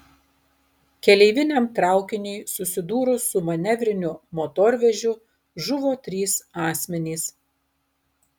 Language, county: Lithuanian, Alytus